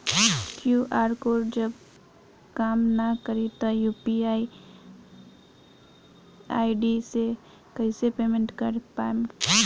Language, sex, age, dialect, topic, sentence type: Bhojpuri, female, 18-24, Southern / Standard, banking, question